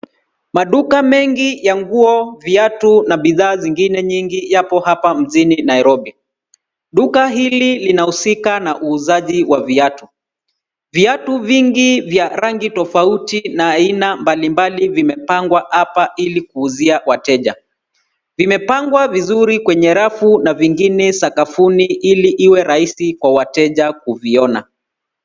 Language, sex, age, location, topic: Swahili, male, 36-49, Nairobi, finance